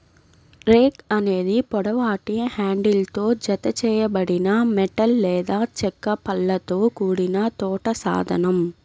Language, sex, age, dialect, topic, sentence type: Telugu, female, 25-30, Central/Coastal, agriculture, statement